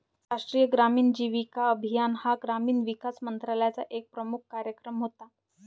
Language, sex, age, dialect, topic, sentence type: Marathi, female, 25-30, Varhadi, banking, statement